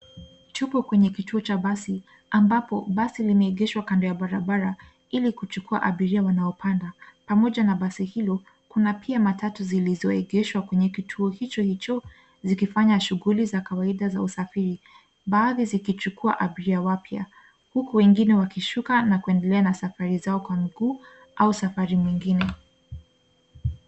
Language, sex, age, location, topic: Swahili, female, 18-24, Nairobi, government